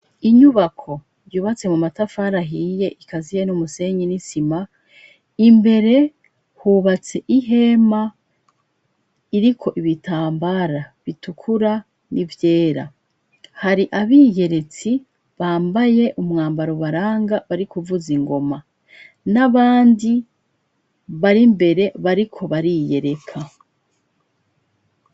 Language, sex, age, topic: Rundi, female, 36-49, education